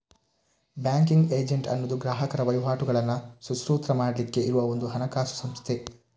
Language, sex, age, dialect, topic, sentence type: Kannada, male, 18-24, Coastal/Dakshin, banking, statement